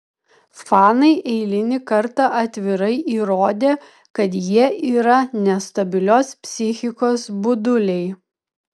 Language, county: Lithuanian, Vilnius